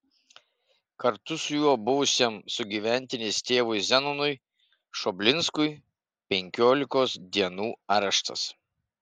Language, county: Lithuanian, Marijampolė